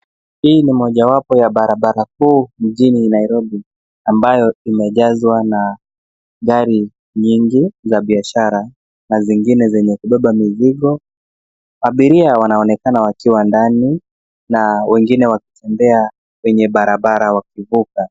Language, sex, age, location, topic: Swahili, male, 25-35, Nairobi, government